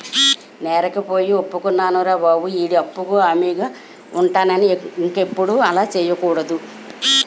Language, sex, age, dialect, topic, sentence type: Telugu, female, 25-30, Utterandhra, banking, statement